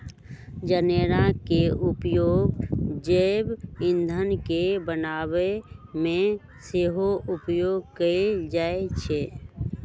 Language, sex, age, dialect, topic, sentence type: Magahi, female, 31-35, Western, agriculture, statement